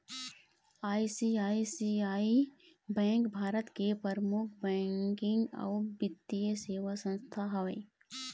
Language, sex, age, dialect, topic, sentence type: Chhattisgarhi, female, 18-24, Eastern, banking, statement